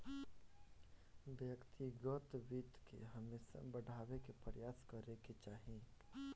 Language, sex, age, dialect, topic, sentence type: Bhojpuri, male, 18-24, Northern, banking, statement